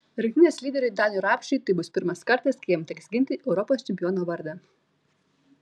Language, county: Lithuanian, Vilnius